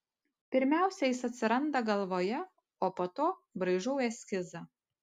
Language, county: Lithuanian, Panevėžys